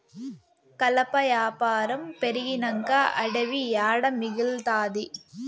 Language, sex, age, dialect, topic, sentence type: Telugu, female, 18-24, Southern, agriculture, statement